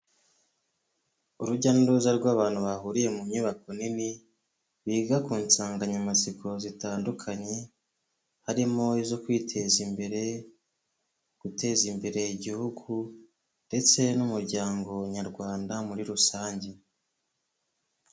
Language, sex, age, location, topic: Kinyarwanda, male, 25-35, Kigali, health